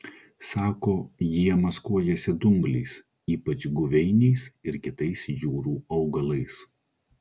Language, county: Lithuanian, Klaipėda